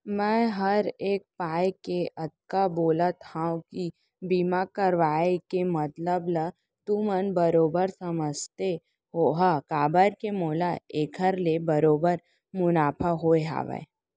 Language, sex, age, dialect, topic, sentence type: Chhattisgarhi, female, 18-24, Central, banking, statement